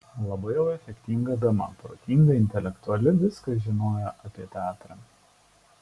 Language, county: Lithuanian, Šiauliai